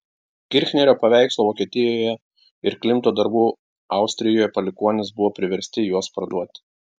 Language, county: Lithuanian, Klaipėda